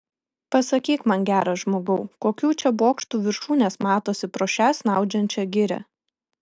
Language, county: Lithuanian, Kaunas